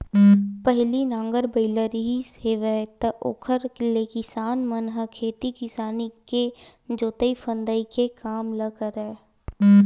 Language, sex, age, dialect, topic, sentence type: Chhattisgarhi, female, 18-24, Western/Budati/Khatahi, agriculture, statement